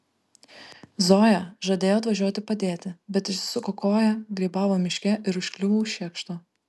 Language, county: Lithuanian, Vilnius